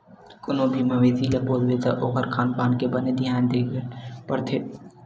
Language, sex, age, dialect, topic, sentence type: Chhattisgarhi, male, 18-24, Western/Budati/Khatahi, agriculture, statement